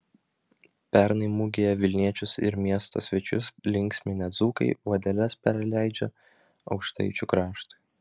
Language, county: Lithuanian, Vilnius